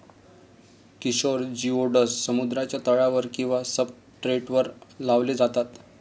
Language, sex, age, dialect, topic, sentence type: Marathi, male, 25-30, Varhadi, agriculture, statement